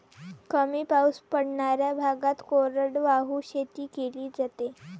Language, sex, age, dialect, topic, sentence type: Marathi, female, 18-24, Varhadi, agriculture, statement